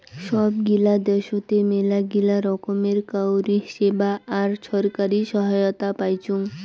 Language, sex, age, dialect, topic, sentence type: Bengali, female, 18-24, Rajbangshi, banking, statement